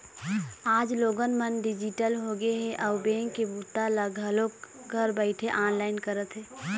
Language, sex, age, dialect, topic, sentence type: Chhattisgarhi, female, 18-24, Eastern, banking, statement